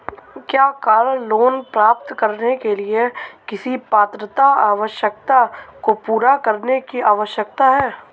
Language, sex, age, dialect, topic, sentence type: Hindi, male, 18-24, Marwari Dhudhari, banking, question